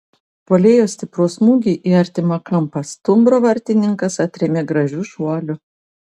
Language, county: Lithuanian, Vilnius